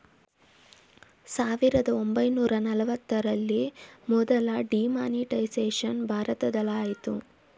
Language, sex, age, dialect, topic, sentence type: Kannada, male, 18-24, Mysore Kannada, banking, statement